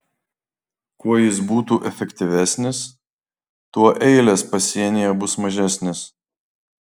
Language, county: Lithuanian, Vilnius